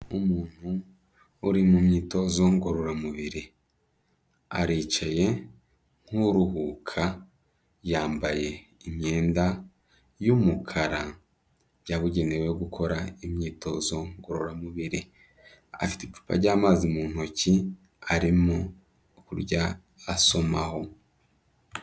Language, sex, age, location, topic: Kinyarwanda, male, 25-35, Kigali, health